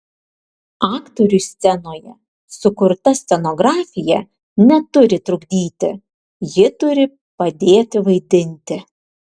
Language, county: Lithuanian, Vilnius